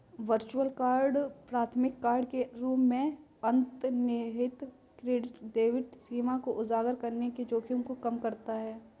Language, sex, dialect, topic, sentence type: Hindi, female, Kanauji Braj Bhasha, banking, statement